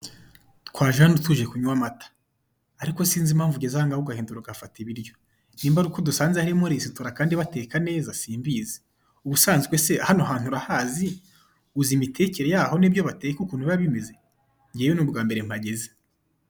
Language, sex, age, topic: Kinyarwanda, male, 25-35, finance